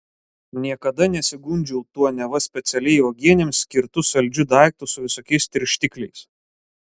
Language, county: Lithuanian, Klaipėda